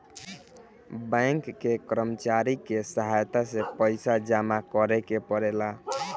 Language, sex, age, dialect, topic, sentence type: Bhojpuri, male, 18-24, Southern / Standard, banking, statement